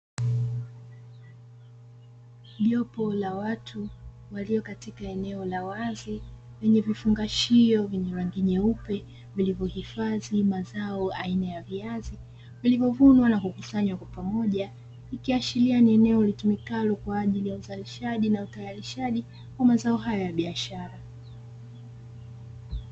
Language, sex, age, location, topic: Swahili, female, 25-35, Dar es Salaam, agriculture